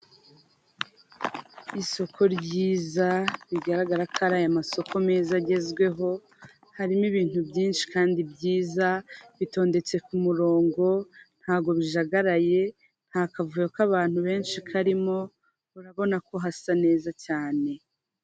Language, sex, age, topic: Kinyarwanda, female, 25-35, finance